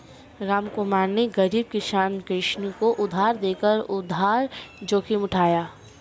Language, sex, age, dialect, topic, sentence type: Hindi, female, 18-24, Marwari Dhudhari, banking, statement